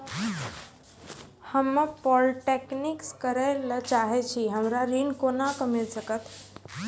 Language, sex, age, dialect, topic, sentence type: Maithili, female, 25-30, Angika, banking, question